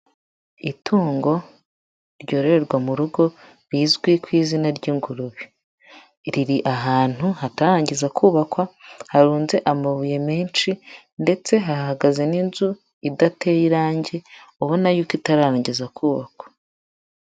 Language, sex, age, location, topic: Kinyarwanda, female, 25-35, Huye, agriculture